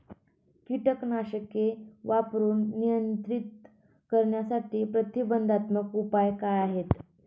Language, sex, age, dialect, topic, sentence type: Marathi, female, 18-24, Standard Marathi, agriculture, question